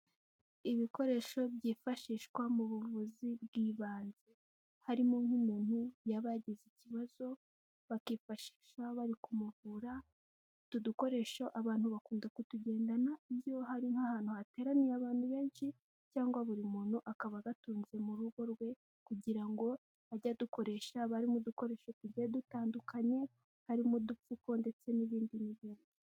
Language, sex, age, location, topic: Kinyarwanda, female, 18-24, Kigali, health